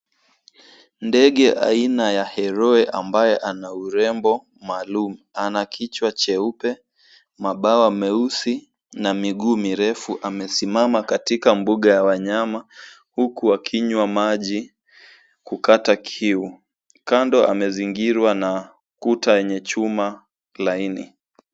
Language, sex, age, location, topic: Swahili, male, 18-24, Nairobi, government